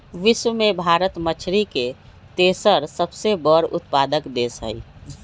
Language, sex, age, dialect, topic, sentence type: Magahi, female, 36-40, Western, agriculture, statement